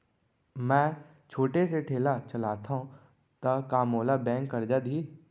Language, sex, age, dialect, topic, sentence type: Chhattisgarhi, male, 25-30, Central, banking, question